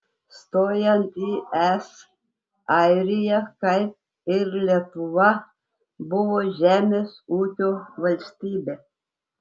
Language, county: Lithuanian, Telšiai